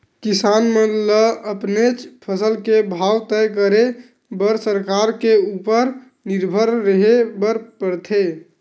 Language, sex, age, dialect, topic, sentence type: Chhattisgarhi, male, 18-24, Western/Budati/Khatahi, agriculture, statement